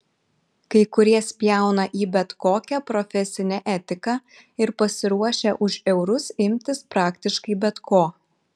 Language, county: Lithuanian, Šiauliai